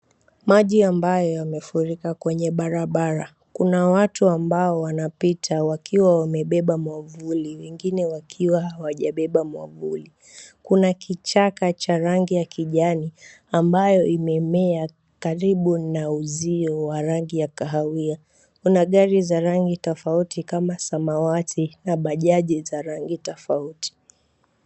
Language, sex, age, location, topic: Swahili, female, 18-24, Mombasa, health